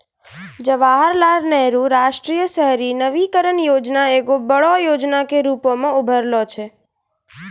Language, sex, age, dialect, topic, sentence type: Maithili, female, 25-30, Angika, banking, statement